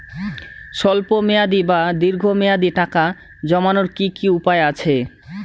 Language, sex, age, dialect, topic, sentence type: Bengali, male, 25-30, Rajbangshi, banking, question